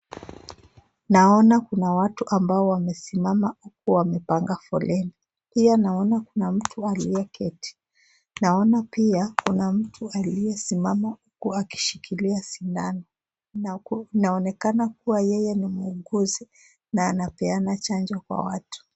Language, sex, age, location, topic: Swahili, female, 25-35, Nakuru, health